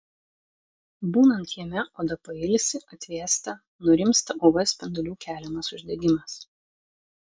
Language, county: Lithuanian, Vilnius